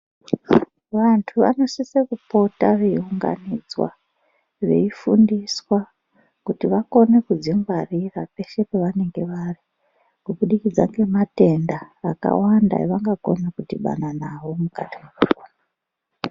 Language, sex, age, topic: Ndau, female, 36-49, health